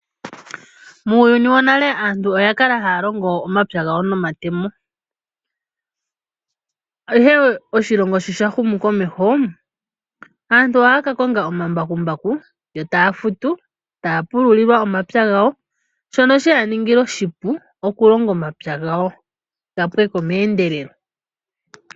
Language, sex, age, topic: Oshiwambo, female, 25-35, agriculture